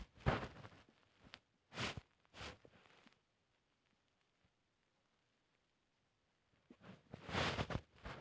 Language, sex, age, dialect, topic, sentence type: Marathi, male, 46-50, Varhadi, banking, question